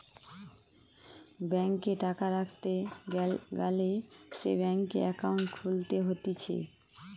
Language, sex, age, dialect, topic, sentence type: Bengali, female, 25-30, Western, banking, statement